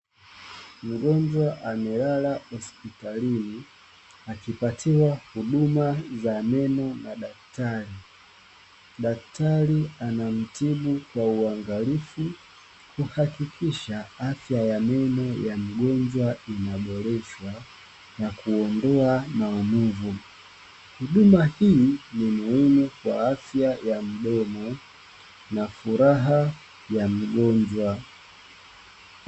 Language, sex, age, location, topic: Swahili, male, 25-35, Dar es Salaam, health